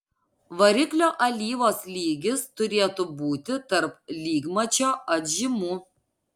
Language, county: Lithuanian, Alytus